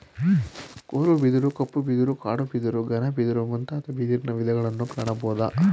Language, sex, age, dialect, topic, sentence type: Kannada, male, 25-30, Mysore Kannada, agriculture, statement